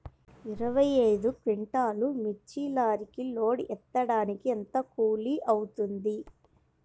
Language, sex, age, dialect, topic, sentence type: Telugu, male, 25-30, Central/Coastal, agriculture, question